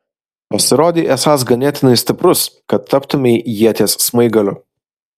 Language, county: Lithuanian, Vilnius